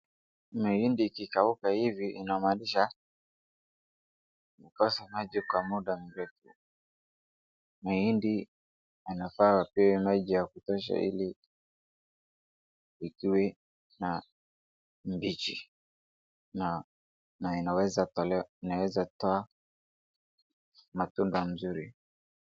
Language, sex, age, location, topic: Swahili, male, 18-24, Wajir, agriculture